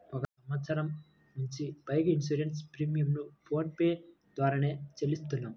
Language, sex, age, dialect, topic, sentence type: Telugu, male, 18-24, Central/Coastal, banking, statement